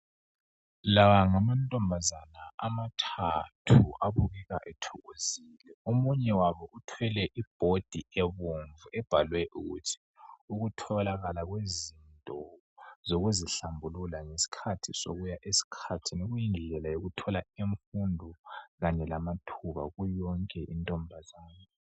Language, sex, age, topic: North Ndebele, male, 18-24, health